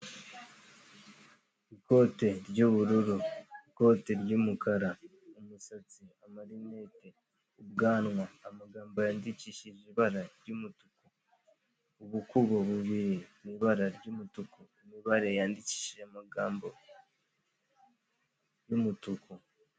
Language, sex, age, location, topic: Kinyarwanda, male, 18-24, Kigali, government